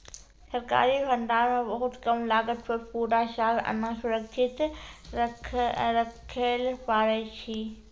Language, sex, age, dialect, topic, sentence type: Maithili, female, 18-24, Angika, agriculture, statement